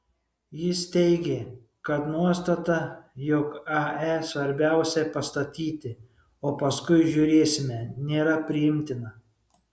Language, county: Lithuanian, Šiauliai